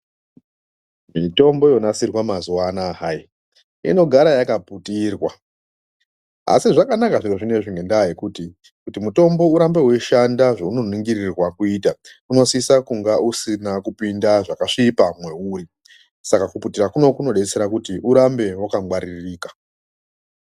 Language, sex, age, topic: Ndau, female, 25-35, health